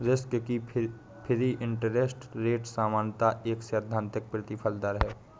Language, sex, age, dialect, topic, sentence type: Hindi, male, 60-100, Awadhi Bundeli, banking, statement